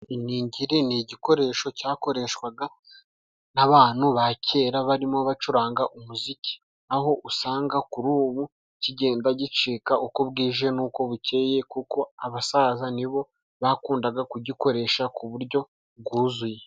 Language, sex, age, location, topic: Kinyarwanda, male, 25-35, Musanze, government